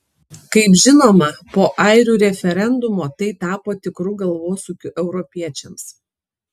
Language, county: Lithuanian, Kaunas